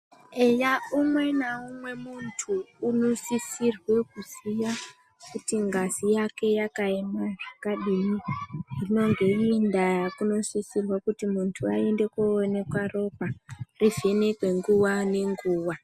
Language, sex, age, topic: Ndau, female, 25-35, health